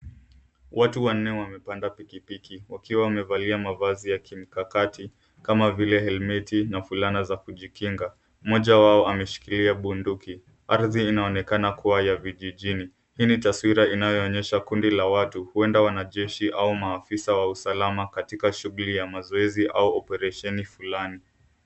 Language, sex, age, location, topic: Swahili, male, 18-24, Nairobi, health